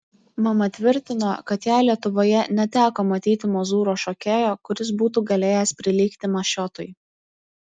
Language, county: Lithuanian, Utena